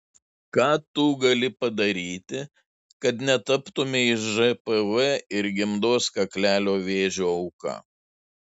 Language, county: Lithuanian, Šiauliai